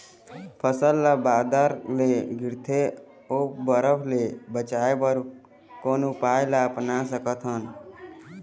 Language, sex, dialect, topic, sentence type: Chhattisgarhi, male, Eastern, agriculture, question